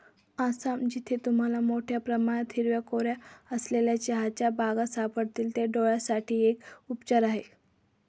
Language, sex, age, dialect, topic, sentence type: Marathi, female, 18-24, Northern Konkan, agriculture, statement